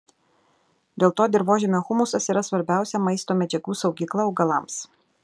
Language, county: Lithuanian, Telšiai